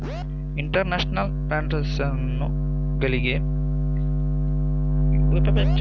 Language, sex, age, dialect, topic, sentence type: Kannada, male, 41-45, Coastal/Dakshin, banking, question